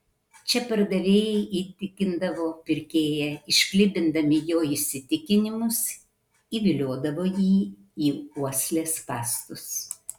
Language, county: Lithuanian, Kaunas